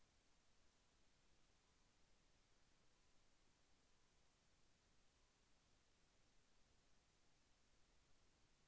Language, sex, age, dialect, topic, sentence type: Telugu, male, 25-30, Central/Coastal, banking, question